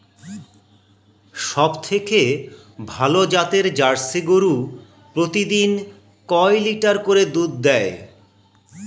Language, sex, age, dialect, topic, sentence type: Bengali, male, 51-55, Standard Colloquial, agriculture, question